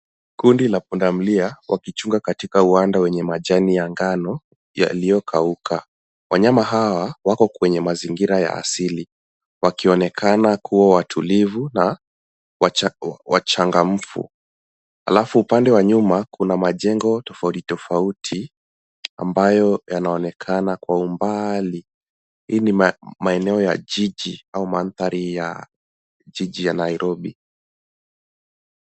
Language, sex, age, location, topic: Swahili, male, 18-24, Nairobi, government